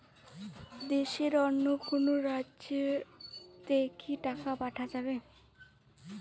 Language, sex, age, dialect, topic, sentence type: Bengali, female, 18-24, Rajbangshi, banking, question